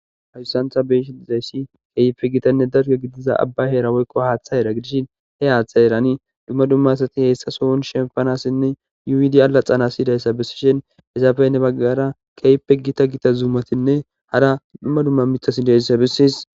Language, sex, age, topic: Gamo, male, 18-24, government